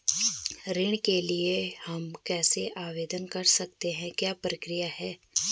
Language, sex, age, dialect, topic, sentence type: Hindi, female, 25-30, Garhwali, banking, question